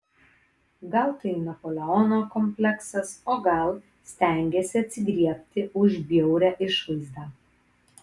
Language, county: Lithuanian, Kaunas